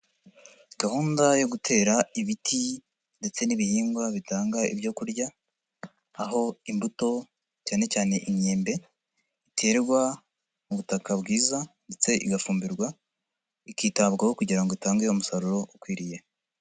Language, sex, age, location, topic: Kinyarwanda, male, 50+, Nyagatare, agriculture